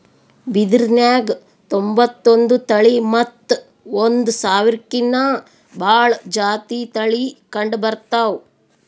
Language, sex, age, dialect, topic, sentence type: Kannada, female, 60-100, Northeastern, agriculture, statement